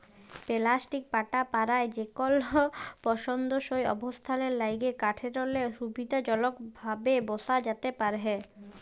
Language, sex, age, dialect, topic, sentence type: Bengali, male, 18-24, Jharkhandi, agriculture, statement